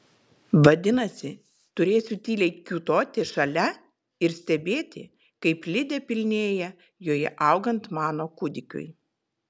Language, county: Lithuanian, Vilnius